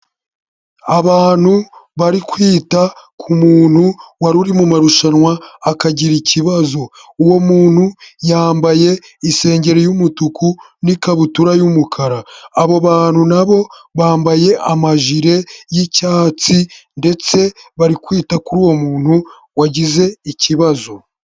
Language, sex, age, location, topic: Kinyarwanda, male, 18-24, Huye, health